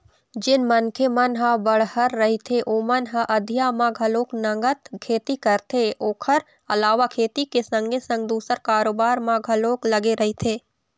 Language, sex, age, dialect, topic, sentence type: Chhattisgarhi, female, 18-24, Eastern, banking, statement